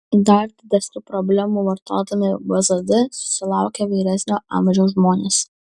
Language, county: Lithuanian, Kaunas